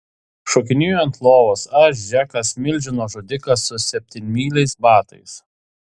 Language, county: Lithuanian, Telšiai